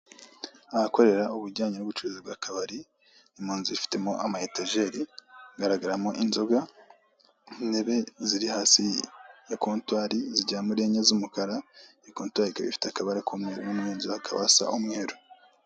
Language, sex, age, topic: Kinyarwanda, male, 25-35, finance